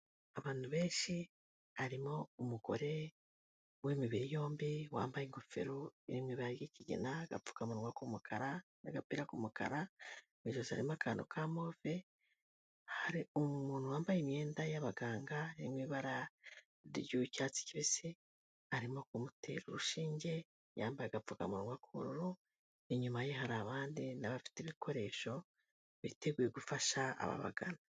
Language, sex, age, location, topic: Kinyarwanda, female, 18-24, Kigali, health